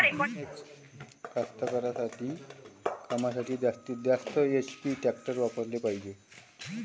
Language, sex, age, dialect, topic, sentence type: Marathi, male, 36-40, Varhadi, agriculture, question